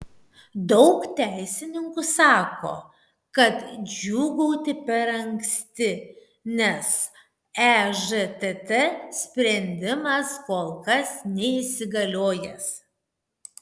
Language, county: Lithuanian, Šiauliai